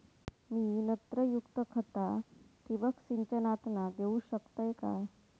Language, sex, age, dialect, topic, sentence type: Marathi, female, 18-24, Southern Konkan, agriculture, question